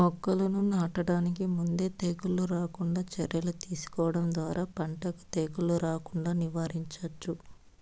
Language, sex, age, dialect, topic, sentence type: Telugu, female, 25-30, Southern, agriculture, statement